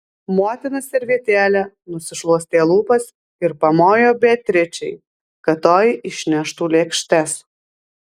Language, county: Lithuanian, Alytus